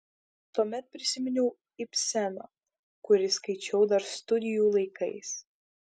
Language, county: Lithuanian, Šiauliai